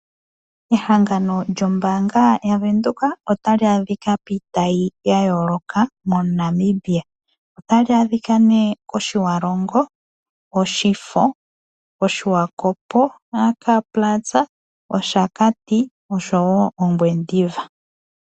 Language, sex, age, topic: Oshiwambo, female, 25-35, finance